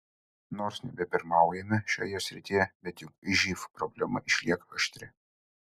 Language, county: Lithuanian, Utena